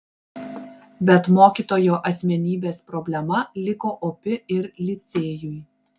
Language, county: Lithuanian, Klaipėda